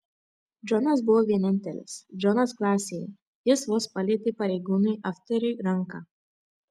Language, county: Lithuanian, Marijampolė